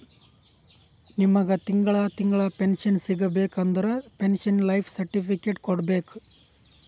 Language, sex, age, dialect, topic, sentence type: Kannada, male, 18-24, Northeastern, banking, statement